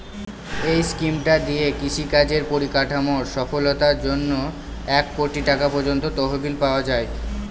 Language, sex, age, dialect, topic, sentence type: Bengali, male, 18-24, Northern/Varendri, agriculture, statement